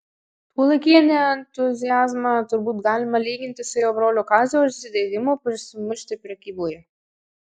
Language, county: Lithuanian, Marijampolė